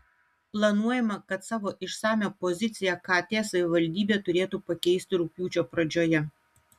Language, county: Lithuanian, Utena